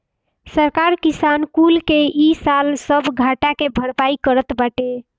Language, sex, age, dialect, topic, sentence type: Bhojpuri, female, 18-24, Northern, agriculture, statement